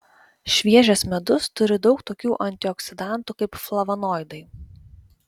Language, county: Lithuanian, Vilnius